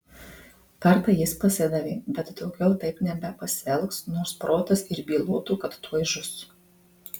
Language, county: Lithuanian, Marijampolė